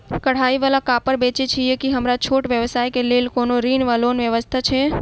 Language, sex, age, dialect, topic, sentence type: Maithili, female, 18-24, Southern/Standard, banking, question